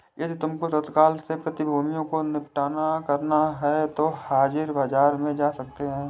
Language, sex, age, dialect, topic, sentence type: Hindi, male, 18-24, Awadhi Bundeli, banking, statement